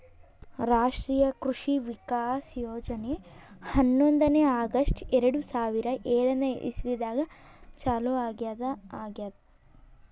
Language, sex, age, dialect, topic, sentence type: Kannada, male, 18-24, Northeastern, agriculture, statement